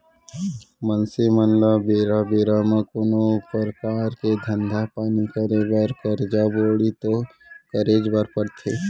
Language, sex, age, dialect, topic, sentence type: Chhattisgarhi, male, 18-24, Central, banking, statement